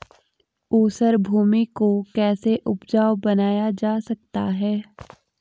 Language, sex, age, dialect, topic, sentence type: Hindi, female, 18-24, Garhwali, agriculture, question